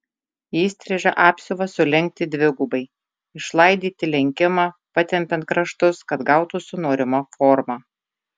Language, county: Lithuanian, Tauragė